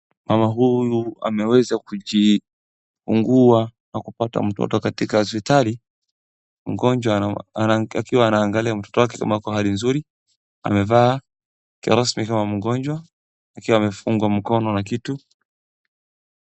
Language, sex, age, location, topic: Swahili, male, 18-24, Wajir, health